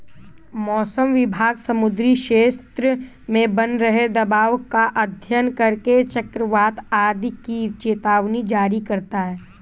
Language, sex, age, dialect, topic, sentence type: Hindi, male, 18-24, Kanauji Braj Bhasha, agriculture, statement